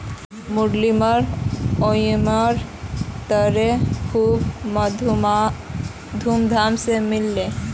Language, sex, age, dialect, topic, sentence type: Magahi, female, 18-24, Northeastern/Surjapuri, agriculture, statement